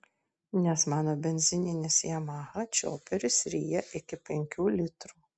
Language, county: Lithuanian, Vilnius